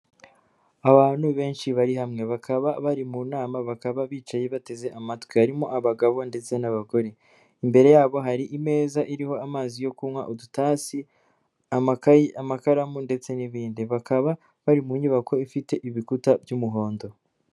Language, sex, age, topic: Kinyarwanda, male, 25-35, government